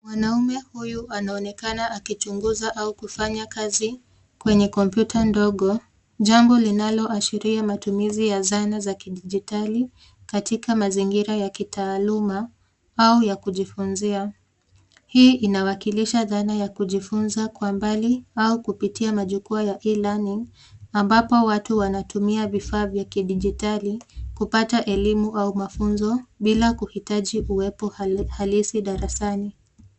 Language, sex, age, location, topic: Swahili, female, 18-24, Nairobi, education